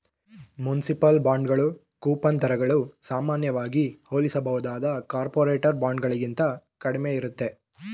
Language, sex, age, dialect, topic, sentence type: Kannada, male, 18-24, Mysore Kannada, banking, statement